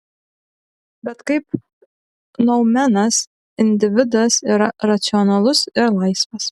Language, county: Lithuanian, Šiauliai